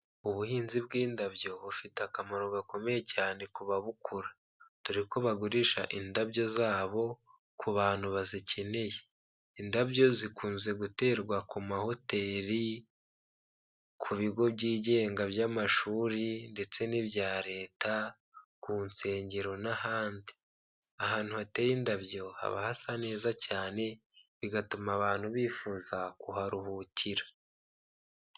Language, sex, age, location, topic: Kinyarwanda, male, 25-35, Kigali, agriculture